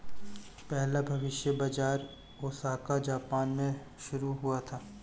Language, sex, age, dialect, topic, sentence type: Hindi, male, 25-30, Marwari Dhudhari, banking, statement